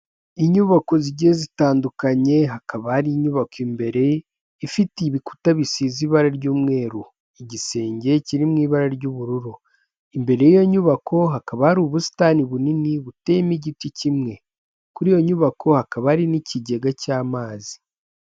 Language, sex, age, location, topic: Kinyarwanda, male, 18-24, Kigali, health